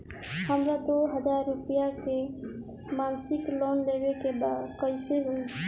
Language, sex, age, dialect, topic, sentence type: Bhojpuri, female, 18-24, Southern / Standard, banking, question